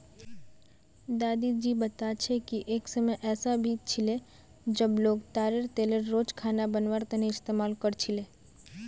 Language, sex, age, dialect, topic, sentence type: Magahi, female, 18-24, Northeastern/Surjapuri, agriculture, statement